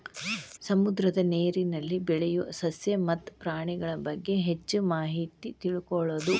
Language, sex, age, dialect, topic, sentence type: Kannada, female, 36-40, Dharwad Kannada, agriculture, statement